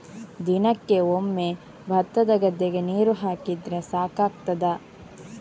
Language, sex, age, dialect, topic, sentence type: Kannada, female, 18-24, Coastal/Dakshin, agriculture, question